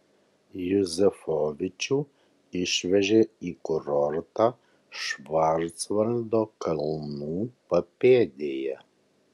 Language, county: Lithuanian, Kaunas